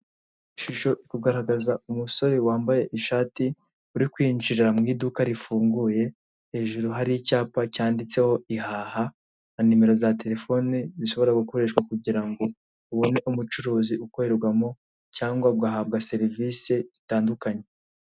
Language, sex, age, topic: Kinyarwanda, male, 18-24, finance